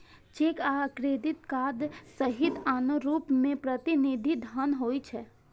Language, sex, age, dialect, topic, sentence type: Maithili, female, 18-24, Eastern / Thethi, banking, statement